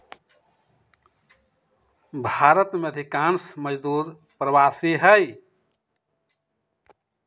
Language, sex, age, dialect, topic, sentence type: Magahi, male, 56-60, Western, agriculture, statement